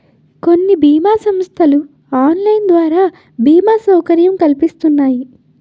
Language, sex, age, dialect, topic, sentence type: Telugu, female, 18-24, Utterandhra, banking, statement